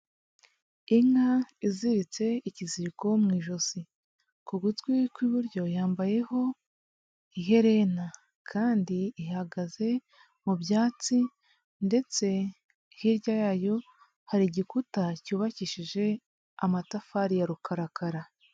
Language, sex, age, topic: Kinyarwanda, male, 25-35, agriculture